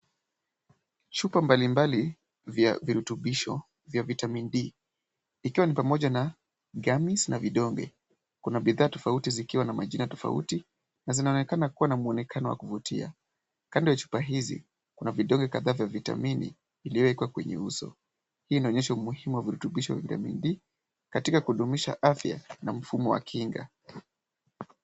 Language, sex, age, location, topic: Swahili, male, 18-24, Kisumu, health